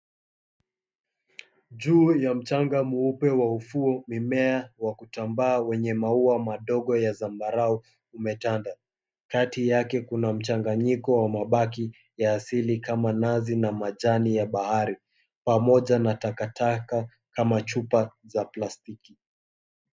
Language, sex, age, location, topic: Swahili, male, 25-35, Mombasa, agriculture